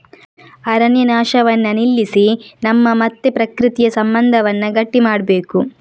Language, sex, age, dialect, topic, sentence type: Kannada, female, 36-40, Coastal/Dakshin, agriculture, statement